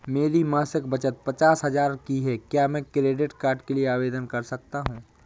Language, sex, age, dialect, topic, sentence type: Hindi, male, 18-24, Awadhi Bundeli, banking, question